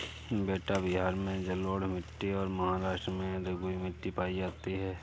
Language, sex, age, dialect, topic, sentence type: Hindi, male, 56-60, Awadhi Bundeli, agriculture, statement